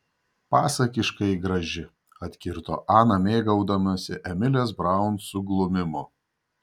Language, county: Lithuanian, Šiauliai